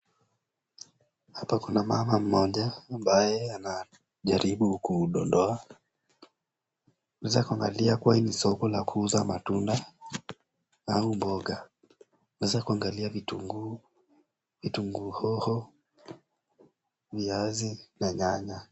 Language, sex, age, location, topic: Swahili, male, 18-24, Nakuru, finance